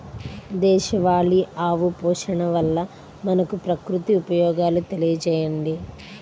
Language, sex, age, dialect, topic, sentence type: Telugu, female, 31-35, Central/Coastal, agriculture, question